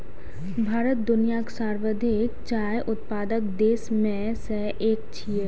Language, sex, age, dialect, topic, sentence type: Maithili, female, 18-24, Eastern / Thethi, agriculture, statement